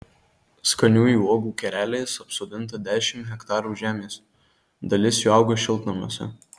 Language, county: Lithuanian, Marijampolė